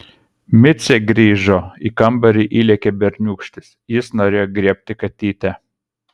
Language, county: Lithuanian, Kaunas